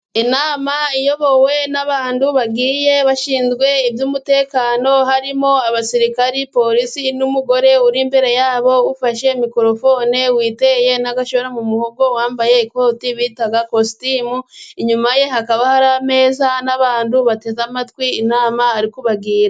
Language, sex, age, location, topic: Kinyarwanda, female, 25-35, Musanze, government